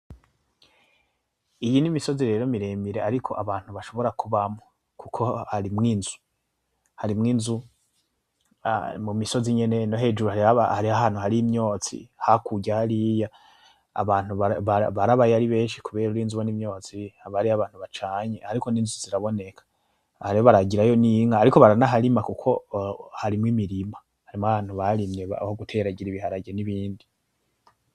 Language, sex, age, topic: Rundi, male, 25-35, agriculture